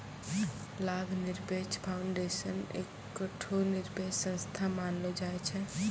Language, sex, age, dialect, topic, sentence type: Maithili, female, 18-24, Angika, banking, statement